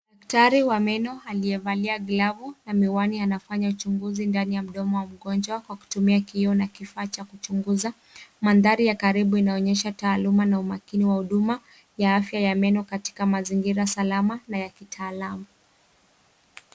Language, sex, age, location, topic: Swahili, female, 18-24, Nairobi, health